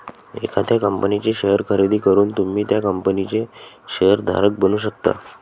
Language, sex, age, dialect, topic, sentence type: Marathi, male, 18-24, Northern Konkan, banking, statement